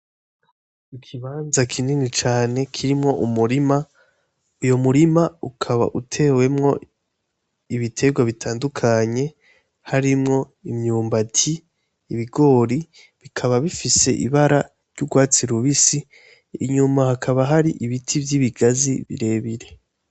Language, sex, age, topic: Rundi, female, 18-24, agriculture